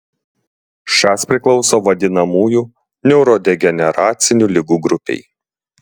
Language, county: Lithuanian, Klaipėda